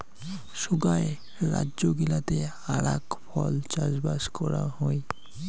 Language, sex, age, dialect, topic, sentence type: Bengali, male, 31-35, Rajbangshi, agriculture, statement